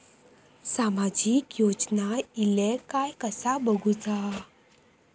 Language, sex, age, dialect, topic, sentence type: Marathi, female, 25-30, Southern Konkan, banking, question